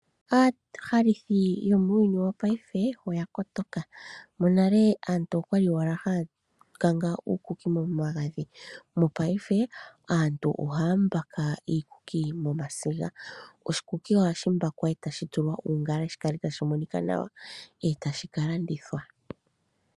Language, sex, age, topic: Oshiwambo, female, 25-35, agriculture